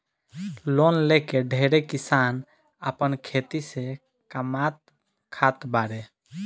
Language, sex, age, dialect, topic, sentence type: Bhojpuri, male, 25-30, Southern / Standard, agriculture, statement